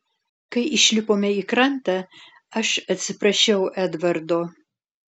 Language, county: Lithuanian, Alytus